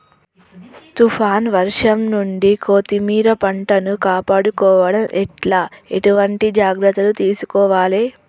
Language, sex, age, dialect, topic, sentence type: Telugu, female, 36-40, Telangana, agriculture, question